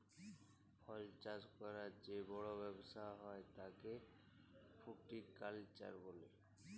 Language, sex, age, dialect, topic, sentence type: Bengali, male, 18-24, Jharkhandi, agriculture, statement